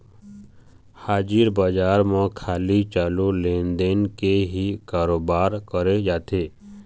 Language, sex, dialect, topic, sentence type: Chhattisgarhi, male, Eastern, banking, statement